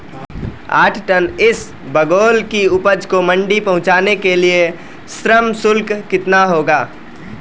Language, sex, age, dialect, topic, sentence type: Hindi, male, 18-24, Marwari Dhudhari, agriculture, question